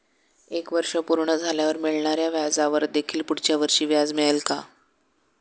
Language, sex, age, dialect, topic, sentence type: Marathi, male, 56-60, Standard Marathi, banking, question